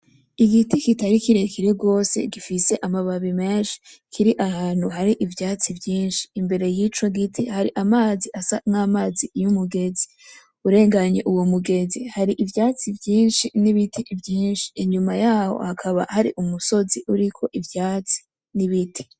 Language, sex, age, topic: Rundi, female, 18-24, agriculture